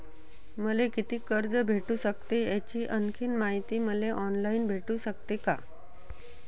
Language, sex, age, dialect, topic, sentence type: Marathi, female, 41-45, Varhadi, banking, question